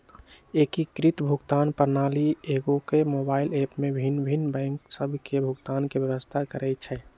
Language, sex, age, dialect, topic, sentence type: Magahi, male, 18-24, Western, banking, statement